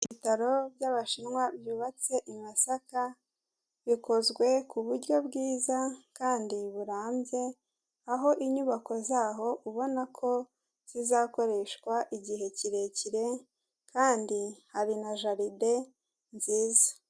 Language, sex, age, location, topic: Kinyarwanda, female, 18-24, Kigali, health